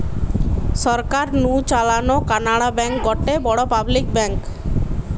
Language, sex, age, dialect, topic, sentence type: Bengali, female, 18-24, Western, banking, statement